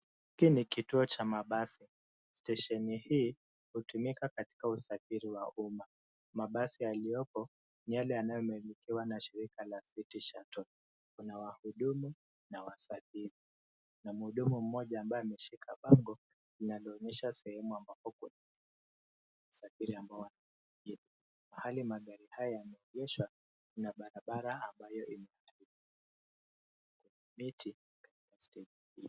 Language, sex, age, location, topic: Swahili, male, 25-35, Nairobi, government